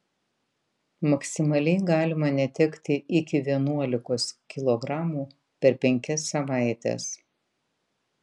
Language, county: Lithuanian, Vilnius